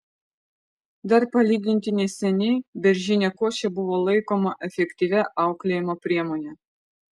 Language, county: Lithuanian, Vilnius